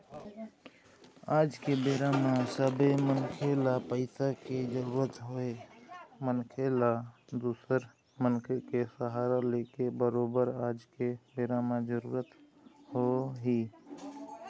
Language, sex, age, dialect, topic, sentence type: Chhattisgarhi, male, 18-24, Eastern, banking, statement